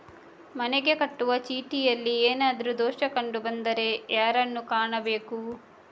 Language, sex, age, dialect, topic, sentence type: Kannada, female, 56-60, Coastal/Dakshin, banking, question